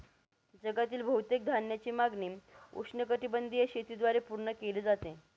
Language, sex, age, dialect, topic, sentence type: Marathi, female, 18-24, Northern Konkan, agriculture, statement